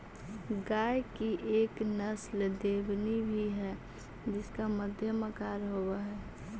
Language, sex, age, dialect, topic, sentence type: Magahi, female, 18-24, Central/Standard, agriculture, statement